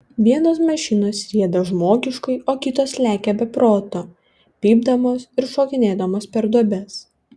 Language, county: Lithuanian, Panevėžys